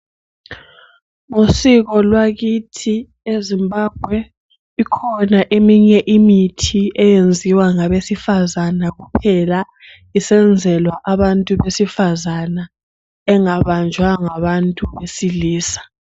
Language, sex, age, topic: North Ndebele, female, 18-24, health